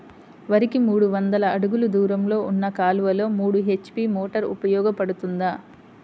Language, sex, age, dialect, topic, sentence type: Telugu, female, 25-30, Central/Coastal, agriculture, question